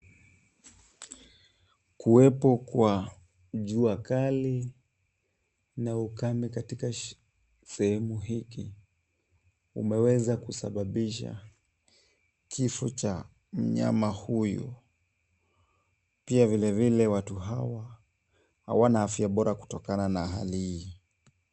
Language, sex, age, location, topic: Swahili, male, 18-24, Kisumu, health